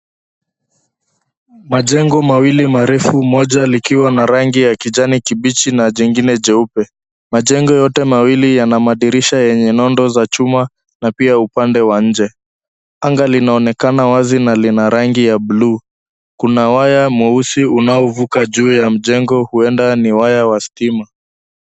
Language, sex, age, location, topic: Swahili, male, 25-35, Nairobi, finance